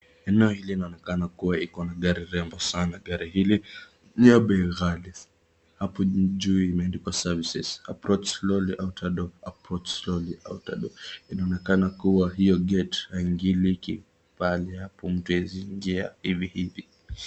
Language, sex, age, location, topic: Swahili, male, 36-49, Wajir, finance